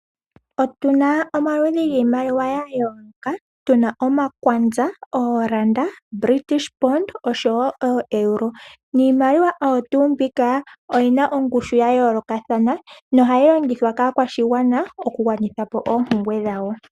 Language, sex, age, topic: Oshiwambo, female, 25-35, finance